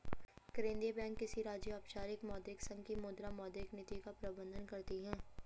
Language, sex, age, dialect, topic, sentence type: Hindi, female, 25-30, Hindustani Malvi Khadi Boli, banking, statement